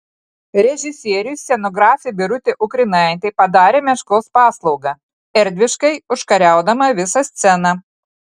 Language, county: Lithuanian, Telšiai